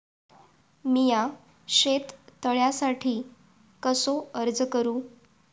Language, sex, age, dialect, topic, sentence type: Marathi, female, 41-45, Southern Konkan, agriculture, question